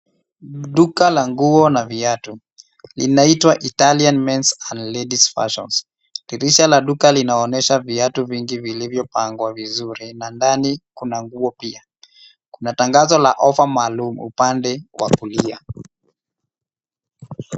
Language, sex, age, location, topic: Swahili, male, 25-35, Nairobi, finance